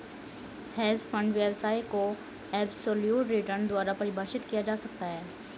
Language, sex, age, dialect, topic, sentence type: Hindi, female, 18-24, Hindustani Malvi Khadi Boli, banking, statement